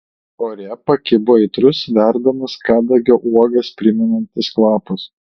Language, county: Lithuanian, Kaunas